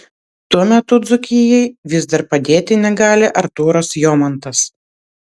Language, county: Lithuanian, Vilnius